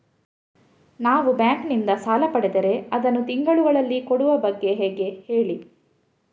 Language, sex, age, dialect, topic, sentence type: Kannada, female, 31-35, Coastal/Dakshin, banking, question